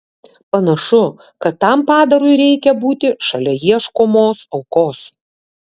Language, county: Lithuanian, Kaunas